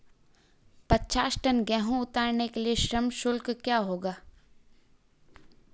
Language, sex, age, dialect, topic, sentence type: Hindi, female, 18-24, Marwari Dhudhari, agriculture, question